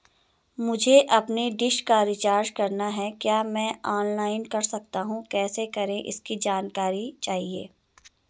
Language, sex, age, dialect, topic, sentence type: Hindi, female, 31-35, Garhwali, banking, question